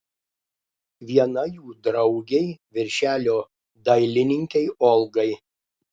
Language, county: Lithuanian, Klaipėda